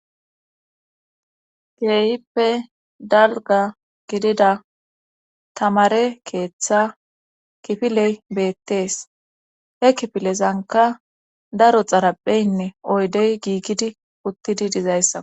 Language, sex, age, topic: Gamo, female, 25-35, government